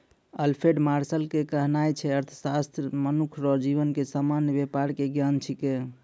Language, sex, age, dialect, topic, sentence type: Maithili, male, 18-24, Angika, banking, statement